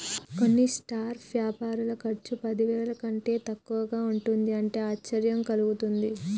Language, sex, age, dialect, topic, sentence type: Telugu, female, 41-45, Telangana, banking, statement